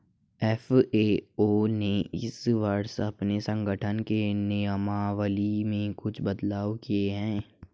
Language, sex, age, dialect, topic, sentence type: Hindi, male, 18-24, Marwari Dhudhari, agriculture, statement